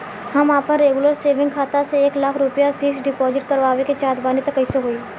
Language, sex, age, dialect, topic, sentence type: Bhojpuri, female, 18-24, Southern / Standard, banking, question